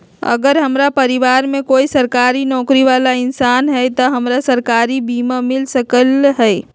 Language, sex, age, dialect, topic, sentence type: Magahi, female, 31-35, Western, agriculture, question